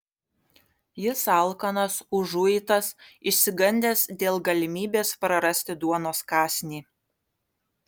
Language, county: Lithuanian, Kaunas